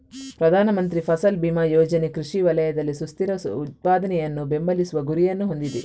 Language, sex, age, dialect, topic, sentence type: Kannada, female, 18-24, Coastal/Dakshin, agriculture, statement